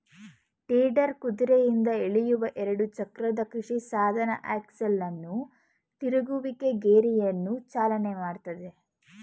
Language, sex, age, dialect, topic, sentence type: Kannada, female, 18-24, Mysore Kannada, agriculture, statement